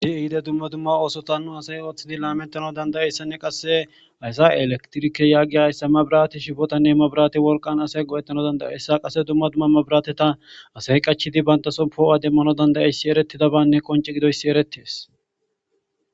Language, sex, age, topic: Gamo, male, 25-35, government